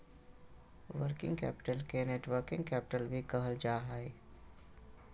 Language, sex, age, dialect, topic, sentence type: Magahi, male, 31-35, Southern, banking, statement